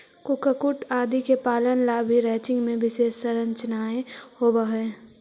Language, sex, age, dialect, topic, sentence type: Magahi, female, 25-30, Central/Standard, agriculture, statement